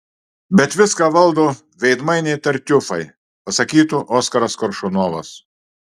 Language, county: Lithuanian, Marijampolė